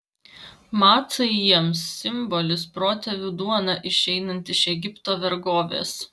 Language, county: Lithuanian, Vilnius